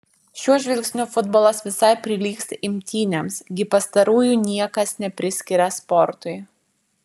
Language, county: Lithuanian, Vilnius